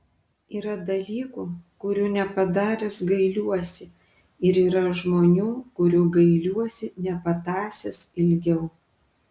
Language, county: Lithuanian, Vilnius